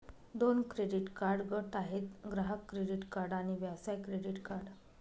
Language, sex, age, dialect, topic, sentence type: Marathi, female, 25-30, Northern Konkan, banking, statement